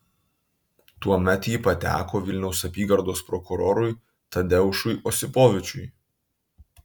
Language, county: Lithuanian, Utena